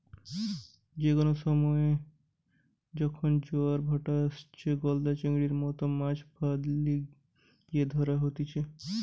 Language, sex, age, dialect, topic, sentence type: Bengali, male, 18-24, Western, agriculture, statement